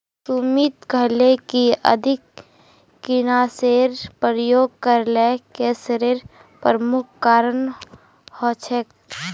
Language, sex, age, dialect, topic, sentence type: Magahi, female, 41-45, Northeastern/Surjapuri, agriculture, statement